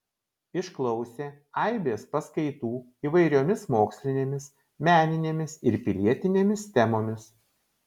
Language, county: Lithuanian, Vilnius